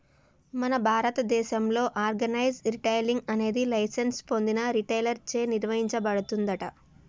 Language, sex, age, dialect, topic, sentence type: Telugu, female, 25-30, Telangana, agriculture, statement